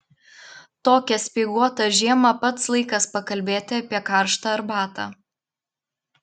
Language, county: Lithuanian, Klaipėda